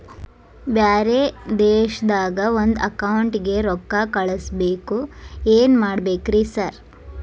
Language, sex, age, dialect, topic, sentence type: Kannada, female, 18-24, Dharwad Kannada, banking, question